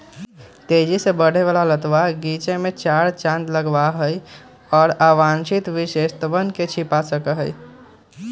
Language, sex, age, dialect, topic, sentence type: Magahi, male, 18-24, Western, agriculture, statement